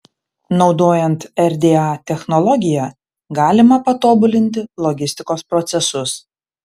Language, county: Lithuanian, Panevėžys